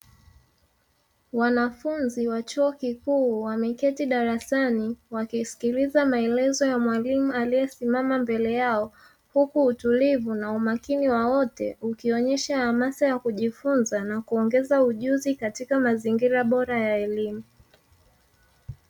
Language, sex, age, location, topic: Swahili, male, 25-35, Dar es Salaam, education